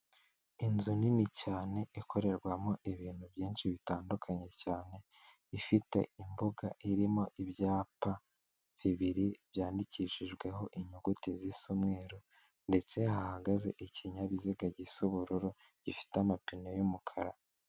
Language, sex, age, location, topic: Kinyarwanda, male, 18-24, Kigali, government